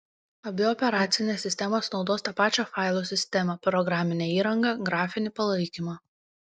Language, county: Lithuanian, Panevėžys